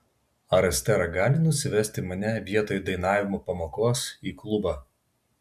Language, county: Lithuanian, Vilnius